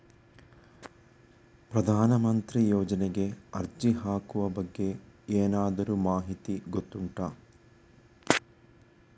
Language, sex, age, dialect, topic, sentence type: Kannada, male, 18-24, Coastal/Dakshin, banking, question